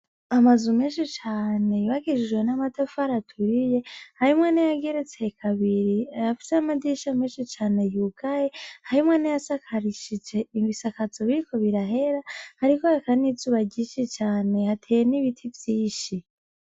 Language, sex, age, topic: Rundi, female, 25-35, education